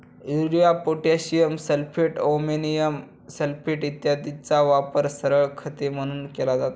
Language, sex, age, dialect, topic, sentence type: Marathi, male, 18-24, Standard Marathi, agriculture, statement